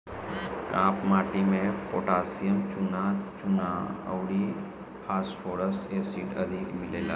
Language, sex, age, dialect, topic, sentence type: Bhojpuri, male, 18-24, Northern, agriculture, statement